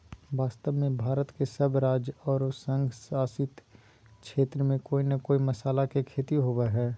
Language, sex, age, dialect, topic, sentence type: Magahi, male, 18-24, Southern, agriculture, statement